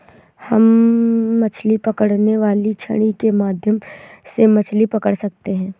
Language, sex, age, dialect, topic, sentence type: Hindi, female, 18-24, Awadhi Bundeli, agriculture, statement